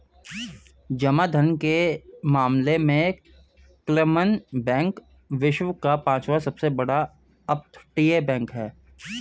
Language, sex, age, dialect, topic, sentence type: Hindi, male, 25-30, Hindustani Malvi Khadi Boli, banking, statement